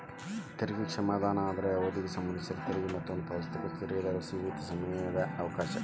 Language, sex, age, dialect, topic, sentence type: Kannada, male, 36-40, Dharwad Kannada, banking, statement